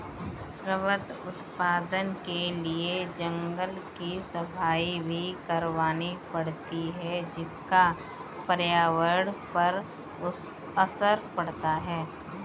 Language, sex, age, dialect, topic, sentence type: Hindi, female, 18-24, Kanauji Braj Bhasha, agriculture, statement